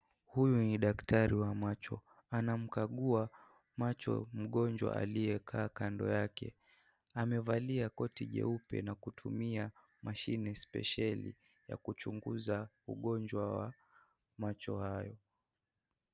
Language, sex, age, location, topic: Swahili, male, 18-24, Kisii, health